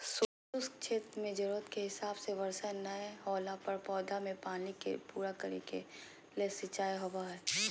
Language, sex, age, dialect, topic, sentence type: Magahi, female, 31-35, Southern, agriculture, statement